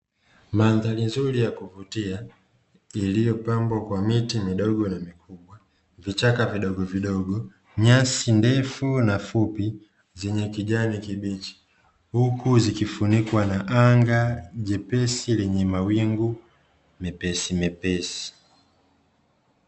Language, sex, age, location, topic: Swahili, male, 25-35, Dar es Salaam, agriculture